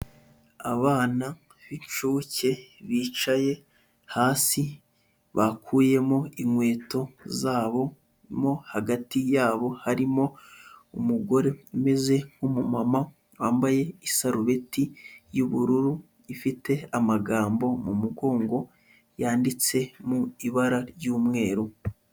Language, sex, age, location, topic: Kinyarwanda, male, 25-35, Huye, education